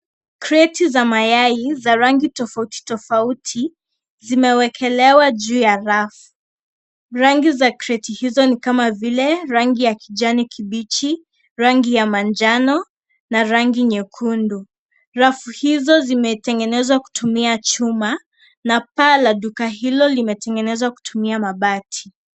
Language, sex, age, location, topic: Swahili, female, 18-24, Kisii, finance